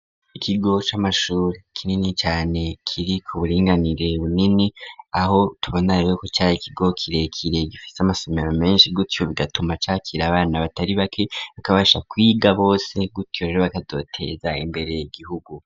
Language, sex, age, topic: Rundi, male, 25-35, education